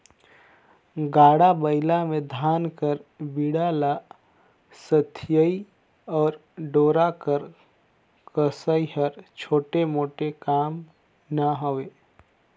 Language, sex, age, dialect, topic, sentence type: Chhattisgarhi, male, 56-60, Northern/Bhandar, agriculture, statement